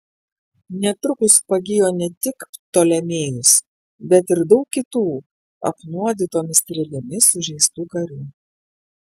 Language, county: Lithuanian, Klaipėda